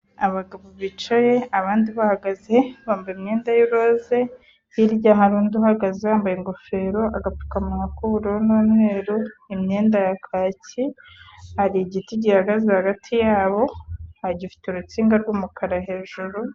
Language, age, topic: Kinyarwanda, 25-35, government